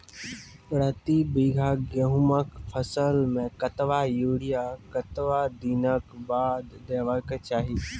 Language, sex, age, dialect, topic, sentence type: Maithili, male, 18-24, Angika, agriculture, question